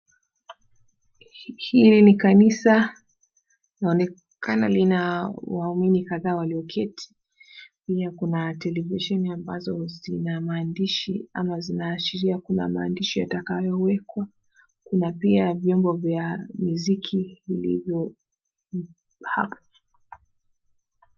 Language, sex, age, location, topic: Swahili, female, 25-35, Mombasa, government